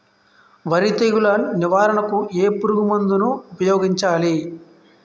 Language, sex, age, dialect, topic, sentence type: Telugu, male, 31-35, Utterandhra, agriculture, question